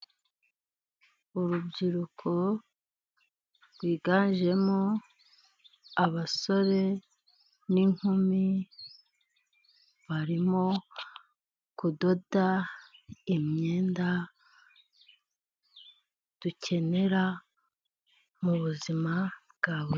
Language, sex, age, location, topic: Kinyarwanda, female, 25-35, Musanze, education